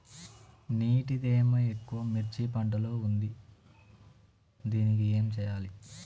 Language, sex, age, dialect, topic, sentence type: Telugu, male, 25-30, Telangana, agriculture, question